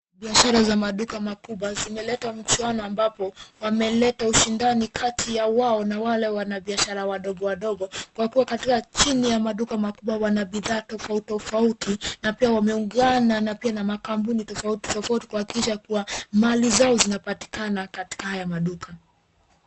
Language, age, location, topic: Swahili, 25-35, Nairobi, finance